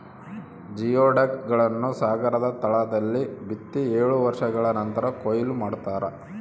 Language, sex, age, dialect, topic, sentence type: Kannada, male, 31-35, Central, agriculture, statement